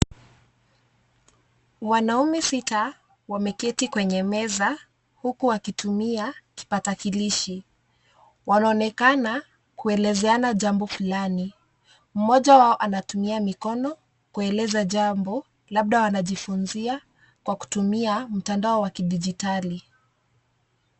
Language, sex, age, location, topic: Swahili, female, 25-35, Nairobi, education